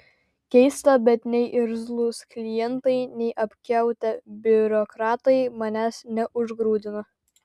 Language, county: Lithuanian, Vilnius